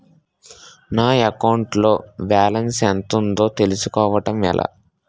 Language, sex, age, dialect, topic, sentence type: Telugu, male, 18-24, Utterandhra, banking, question